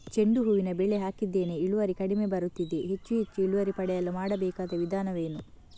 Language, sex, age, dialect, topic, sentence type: Kannada, female, 51-55, Coastal/Dakshin, agriculture, question